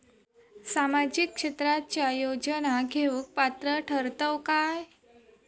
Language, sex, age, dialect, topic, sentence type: Marathi, female, 18-24, Southern Konkan, banking, question